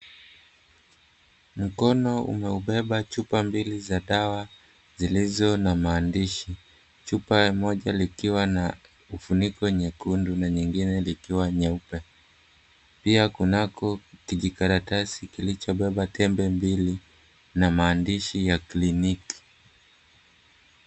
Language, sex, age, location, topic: Swahili, male, 18-24, Mombasa, health